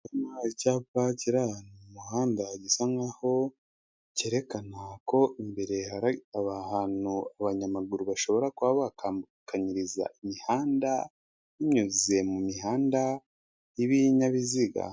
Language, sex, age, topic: Kinyarwanda, male, 25-35, government